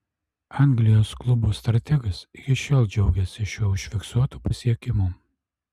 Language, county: Lithuanian, Alytus